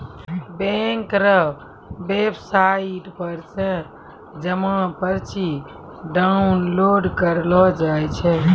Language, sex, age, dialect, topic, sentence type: Maithili, female, 41-45, Angika, banking, statement